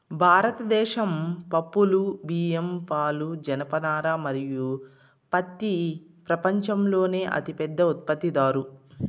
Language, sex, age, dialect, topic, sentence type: Telugu, female, 36-40, Southern, agriculture, statement